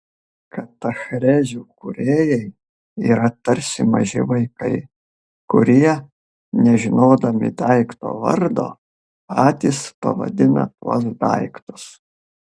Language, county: Lithuanian, Panevėžys